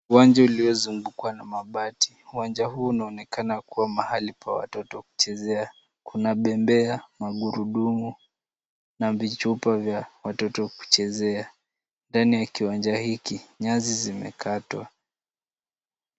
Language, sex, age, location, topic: Swahili, male, 18-24, Kisumu, education